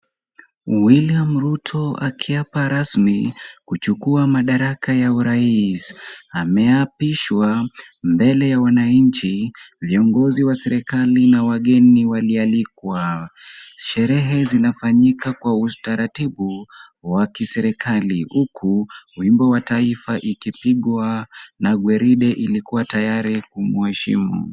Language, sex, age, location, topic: Swahili, male, 18-24, Kisumu, government